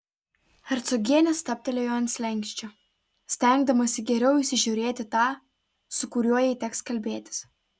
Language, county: Lithuanian, Telšiai